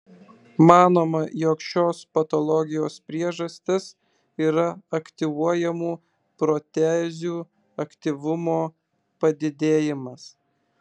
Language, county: Lithuanian, Utena